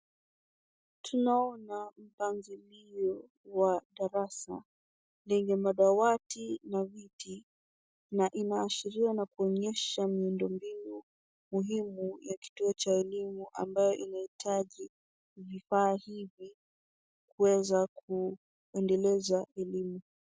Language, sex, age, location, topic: Swahili, female, 18-24, Nairobi, education